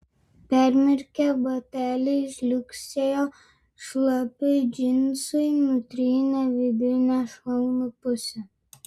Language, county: Lithuanian, Vilnius